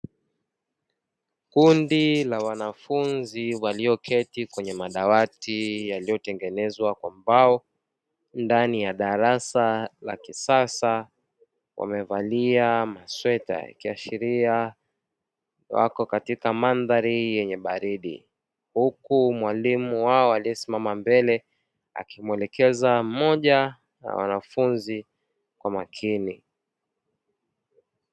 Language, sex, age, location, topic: Swahili, male, 18-24, Dar es Salaam, education